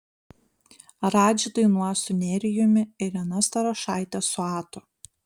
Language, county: Lithuanian, Panevėžys